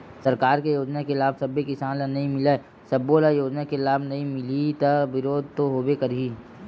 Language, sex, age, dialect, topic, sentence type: Chhattisgarhi, male, 60-100, Western/Budati/Khatahi, agriculture, statement